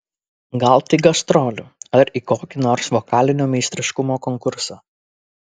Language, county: Lithuanian, Kaunas